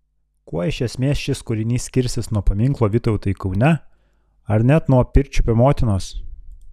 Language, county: Lithuanian, Telšiai